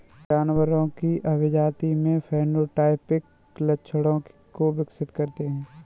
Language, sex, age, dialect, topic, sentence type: Hindi, male, 25-30, Kanauji Braj Bhasha, agriculture, statement